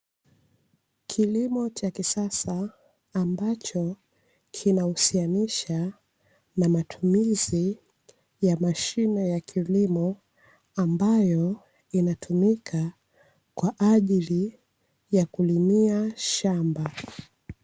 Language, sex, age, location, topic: Swahili, female, 25-35, Dar es Salaam, agriculture